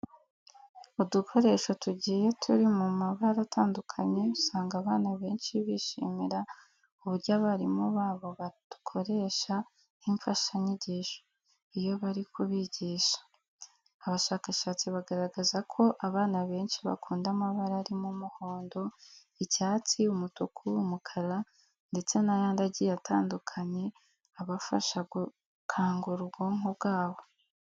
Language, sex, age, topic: Kinyarwanda, female, 18-24, education